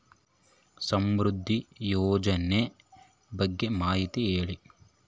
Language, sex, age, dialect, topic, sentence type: Kannada, male, 25-30, Central, banking, question